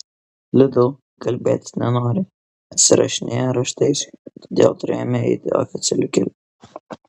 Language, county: Lithuanian, Kaunas